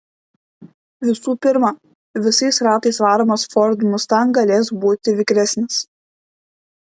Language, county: Lithuanian, Klaipėda